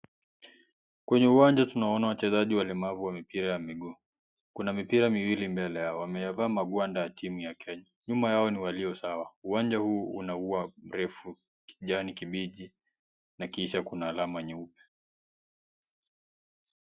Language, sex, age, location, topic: Swahili, male, 18-24, Kisii, education